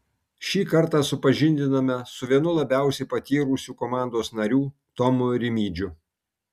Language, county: Lithuanian, Kaunas